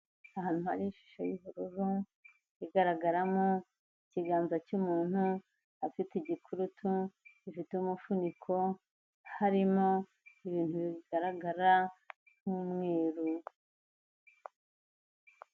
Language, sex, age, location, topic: Kinyarwanda, female, 50+, Kigali, health